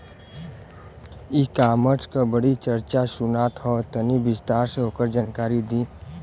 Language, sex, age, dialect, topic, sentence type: Bhojpuri, male, 18-24, Western, agriculture, question